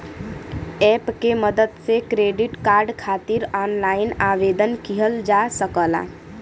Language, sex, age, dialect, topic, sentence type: Bhojpuri, female, 18-24, Western, banking, statement